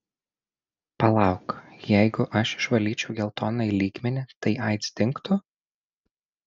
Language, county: Lithuanian, Šiauliai